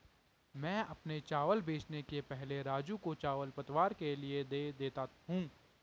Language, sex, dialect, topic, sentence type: Hindi, male, Garhwali, agriculture, statement